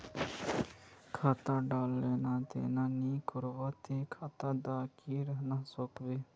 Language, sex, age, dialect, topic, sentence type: Magahi, male, 18-24, Northeastern/Surjapuri, banking, question